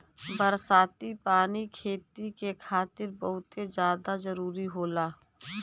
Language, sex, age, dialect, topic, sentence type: Bhojpuri, female, <18, Western, agriculture, statement